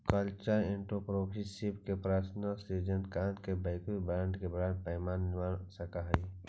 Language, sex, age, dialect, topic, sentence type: Magahi, male, 46-50, Central/Standard, banking, statement